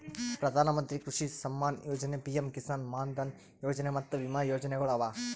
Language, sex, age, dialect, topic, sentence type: Kannada, male, 31-35, Northeastern, agriculture, statement